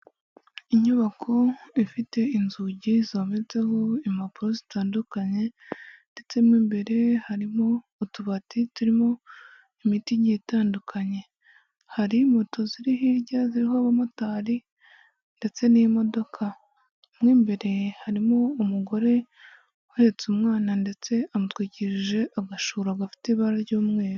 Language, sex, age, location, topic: Kinyarwanda, female, 36-49, Huye, health